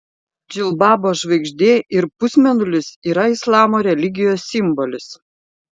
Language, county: Lithuanian, Šiauliai